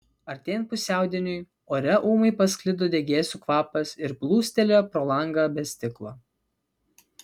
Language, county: Lithuanian, Vilnius